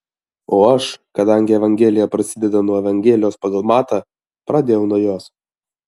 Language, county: Lithuanian, Alytus